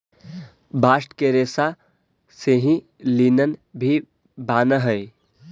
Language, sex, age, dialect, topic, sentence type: Magahi, male, 18-24, Central/Standard, agriculture, statement